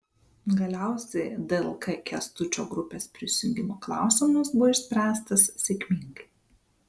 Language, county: Lithuanian, Vilnius